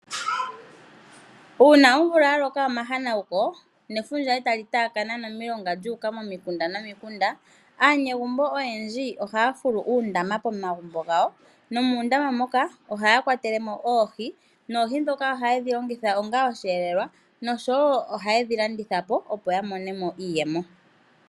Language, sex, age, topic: Oshiwambo, female, 25-35, agriculture